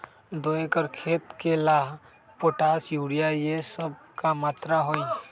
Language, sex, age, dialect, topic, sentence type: Magahi, male, 36-40, Western, agriculture, question